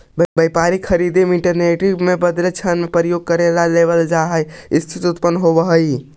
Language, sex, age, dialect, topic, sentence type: Magahi, male, 25-30, Central/Standard, banking, statement